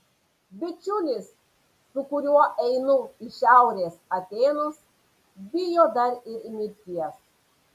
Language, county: Lithuanian, Panevėžys